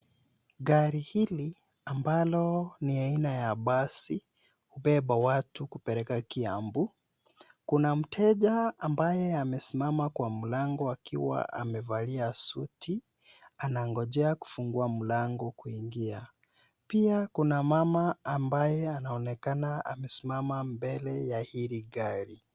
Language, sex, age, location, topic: Swahili, male, 36-49, Nairobi, government